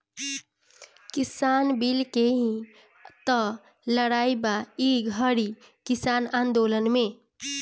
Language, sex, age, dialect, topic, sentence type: Bhojpuri, female, 36-40, Northern, agriculture, statement